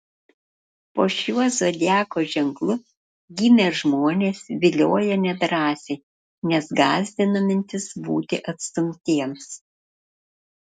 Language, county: Lithuanian, Panevėžys